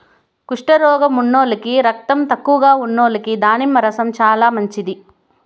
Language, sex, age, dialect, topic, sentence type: Telugu, female, 31-35, Southern, agriculture, statement